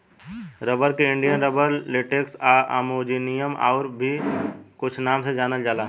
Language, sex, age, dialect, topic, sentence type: Bhojpuri, male, 18-24, Southern / Standard, agriculture, statement